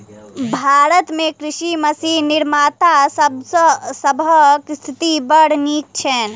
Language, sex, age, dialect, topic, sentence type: Maithili, female, 18-24, Southern/Standard, agriculture, statement